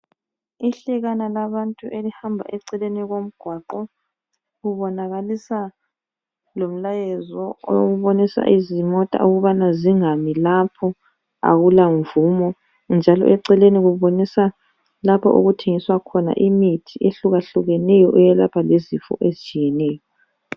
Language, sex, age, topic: North Ndebele, female, 25-35, health